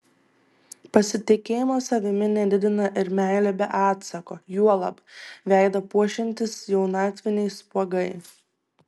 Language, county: Lithuanian, Tauragė